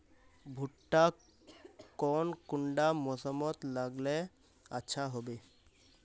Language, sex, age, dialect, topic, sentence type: Magahi, male, 25-30, Northeastern/Surjapuri, agriculture, question